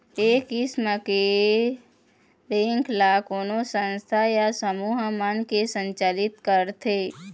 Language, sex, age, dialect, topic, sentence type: Chhattisgarhi, female, 18-24, Eastern, banking, statement